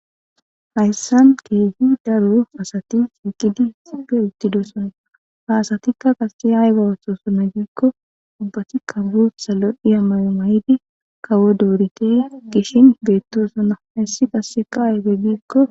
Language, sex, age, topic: Gamo, female, 18-24, government